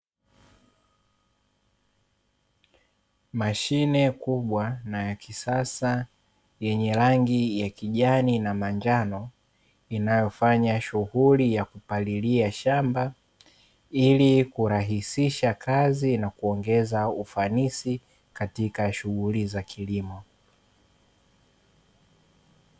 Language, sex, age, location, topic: Swahili, male, 18-24, Dar es Salaam, agriculture